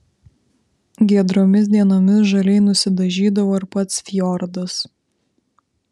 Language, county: Lithuanian, Vilnius